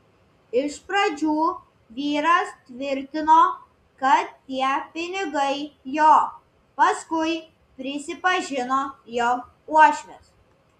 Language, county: Lithuanian, Klaipėda